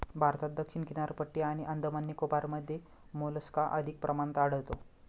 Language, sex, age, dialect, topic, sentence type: Marathi, male, 25-30, Standard Marathi, agriculture, statement